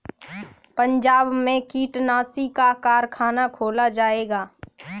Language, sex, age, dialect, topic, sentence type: Hindi, female, 18-24, Kanauji Braj Bhasha, agriculture, statement